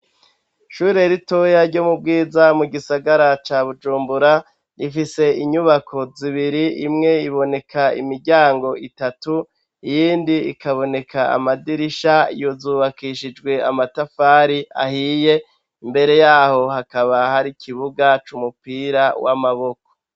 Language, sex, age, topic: Rundi, male, 36-49, education